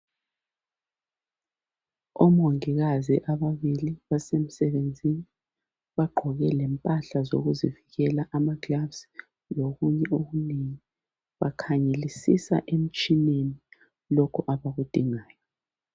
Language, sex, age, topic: North Ndebele, female, 36-49, health